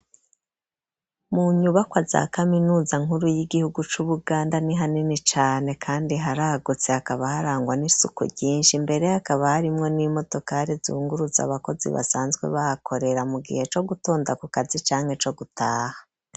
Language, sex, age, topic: Rundi, female, 36-49, education